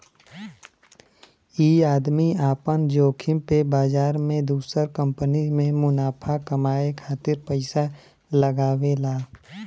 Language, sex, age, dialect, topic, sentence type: Bhojpuri, male, 18-24, Western, banking, statement